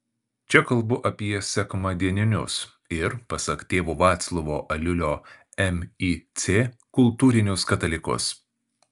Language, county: Lithuanian, Šiauliai